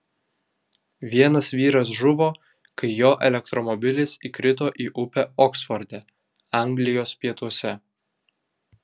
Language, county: Lithuanian, Vilnius